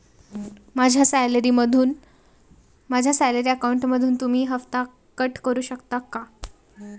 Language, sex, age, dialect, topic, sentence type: Marathi, female, 18-24, Standard Marathi, banking, question